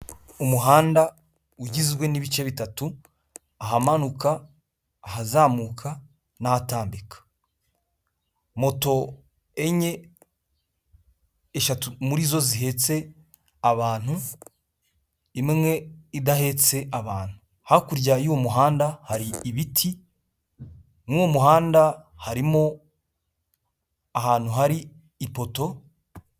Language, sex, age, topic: Kinyarwanda, male, 18-24, government